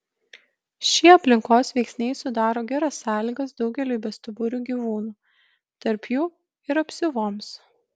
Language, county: Lithuanian, Kaunas